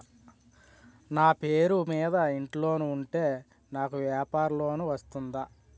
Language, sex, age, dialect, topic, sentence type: Telugu, male, 36-40, Utterandhra, banking, question